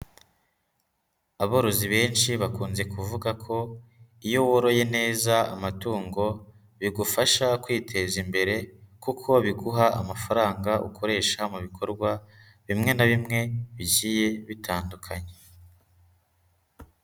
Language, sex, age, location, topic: Kinyarwanda, male, 18-24, Nyagatare, agriculture